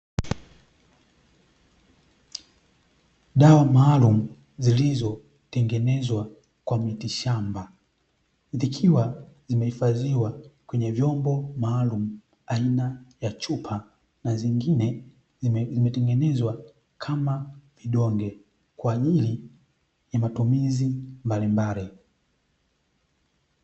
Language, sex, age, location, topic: Swahili, male, 18-24, Dar es Salaam, health